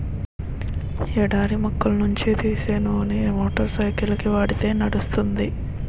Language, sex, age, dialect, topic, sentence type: Telugu, female, 25-30, Utterandhra, agriculture, statement